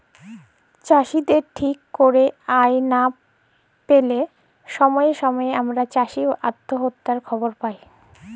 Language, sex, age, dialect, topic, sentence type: Bengali, female, 18-24, Jharkhandi, agriculture, statement